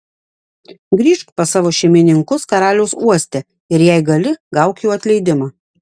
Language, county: Lithuanian, Klaipėda